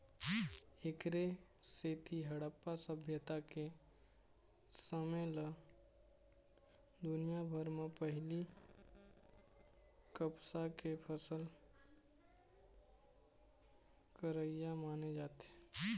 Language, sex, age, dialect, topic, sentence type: Chhattisgarhi, male, 18-24, Eastern, agriculture, statement